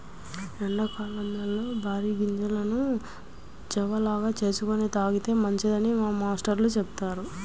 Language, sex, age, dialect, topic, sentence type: Telugu, female, 18-24, Central/Coastal, agriculture, statement